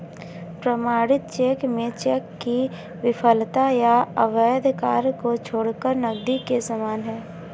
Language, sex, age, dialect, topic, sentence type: Hindi, female, 25-30, Marwari Dhudhari, banking, statement